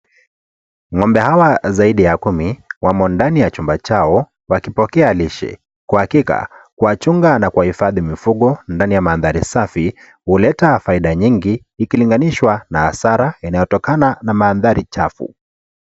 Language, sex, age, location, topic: Swahili, male, 25-35, Kisii, agriculture